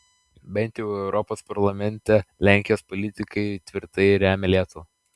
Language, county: Lithuanian, Klaipėda